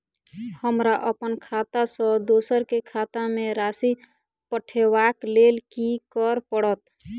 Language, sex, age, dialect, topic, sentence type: Maithili, female, 18-24, Southern/Standard, banking, question